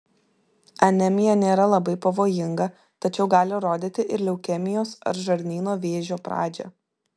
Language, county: Lithuanian, Vilnius